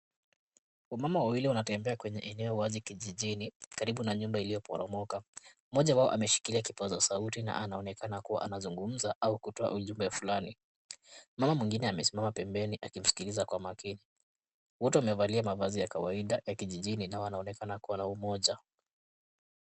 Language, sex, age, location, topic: Swahili, male, 18-24, Kisumu, health